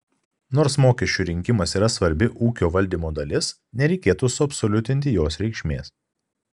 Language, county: Lithuanian, Kaunas